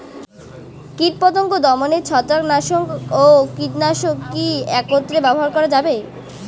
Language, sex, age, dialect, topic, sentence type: Bengali, female, 18-24, Rajbangshi, agriculture, question